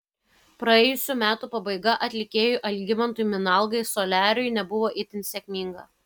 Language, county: Lithuanian, Kaunas